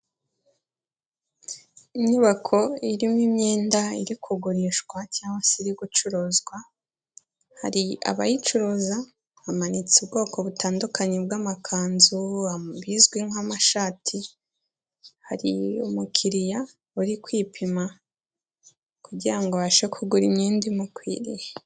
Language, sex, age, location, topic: Kinyarwanda, female, 18-24, Kigali, finance